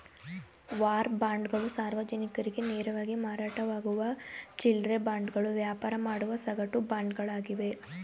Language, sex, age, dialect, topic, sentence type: Kannada, female, 18-24, Mysore Kannada, banking, statement